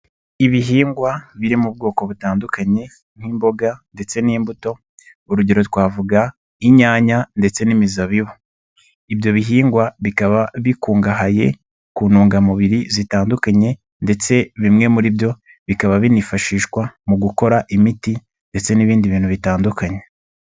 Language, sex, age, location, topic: Kinyarwanda, male, 18-24, Nyagatare, agriculture